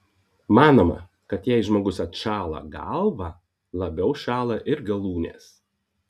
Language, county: Lithuanian, Vilnius